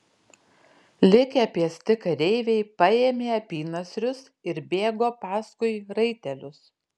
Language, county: Lithuanian, Alytus